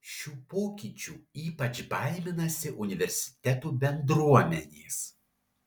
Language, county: Lithuanian, Alytus